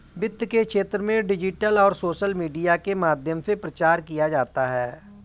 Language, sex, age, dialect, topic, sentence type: Hindi, male, 18-24, Marwari Dhudhari, banking, statement